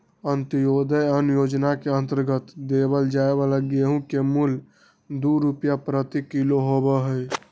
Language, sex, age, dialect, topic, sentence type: Magahi, male, 18-24, Western, agriculture, statement